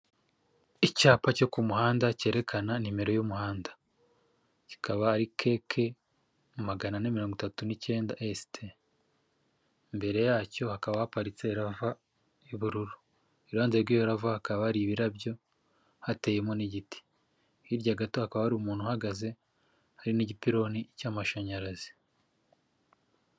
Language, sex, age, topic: Kinyarwanda, male, 36-49, government